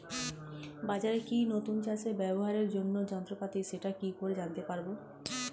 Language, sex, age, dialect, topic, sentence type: Bengali, female, 31-35, Standard Colloquial, agriculture, question